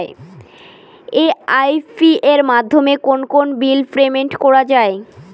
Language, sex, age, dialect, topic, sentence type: Bengali, female, 18-24, Rajbangshi, banking, question